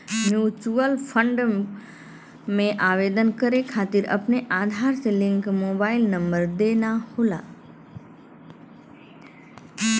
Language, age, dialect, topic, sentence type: Bhojpuri, 31-35, Western, banking, statement